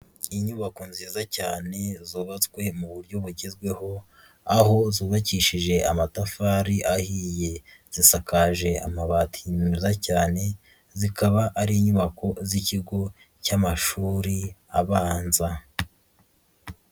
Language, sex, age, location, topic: Kinyarwanda, female, 36-49, Nyagatare, government